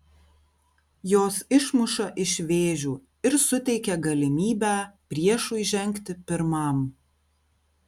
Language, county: Lithuanian, Kaunas